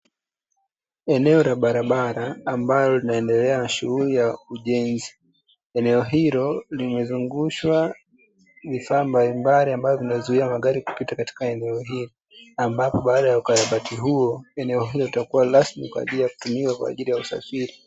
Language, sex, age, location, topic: Swahili, female, 18-24, Dar es Salaam, government